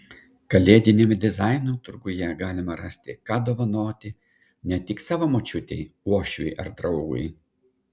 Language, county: Lithuanian, Šiauliai